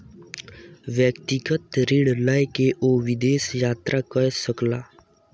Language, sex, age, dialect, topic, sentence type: Maithili, male, 18-24, Southern/Standard, banking, statement